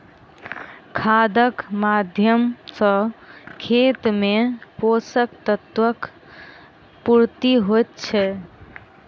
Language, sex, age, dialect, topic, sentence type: Maithili, female, 25-30, Southern/Standard, agriculture, statement